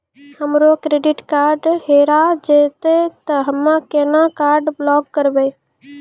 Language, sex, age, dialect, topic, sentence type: Maithili, female, 18-24, Angika, banking, question